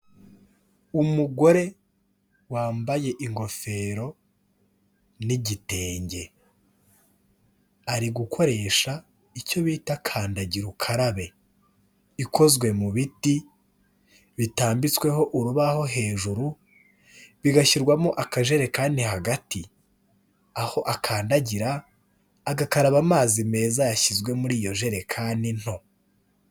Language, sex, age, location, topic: Kinyarwanda, male, 18-24, Kigali, health